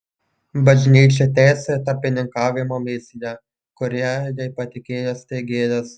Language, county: Lithuanian, Panevėžys